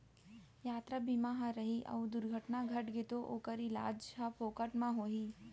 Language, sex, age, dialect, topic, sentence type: Chhattisgarhi, female, 18-24, Central, banking, statement